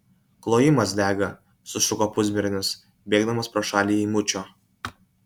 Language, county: Lithuanian, Kaunas